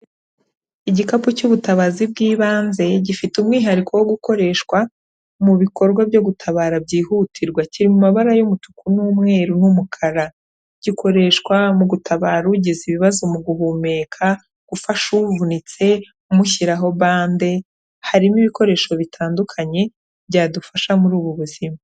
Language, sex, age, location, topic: Kinyarwanda, female, 36-49, Kigali, health